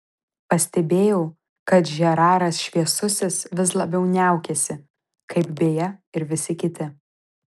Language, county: Lithuanian, Vilnius